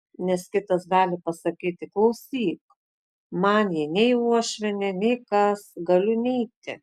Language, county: Lithuanian, Klaipėda